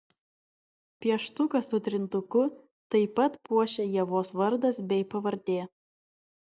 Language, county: Lithuanian, Vilnius